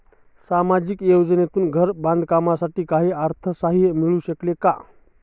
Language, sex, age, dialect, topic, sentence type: Marathi, male, 36-40, Standard Marathi, banking, question